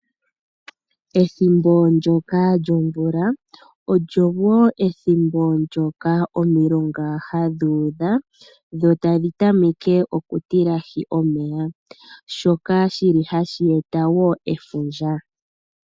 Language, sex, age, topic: Oshiwambo, female, 36-49, agriculture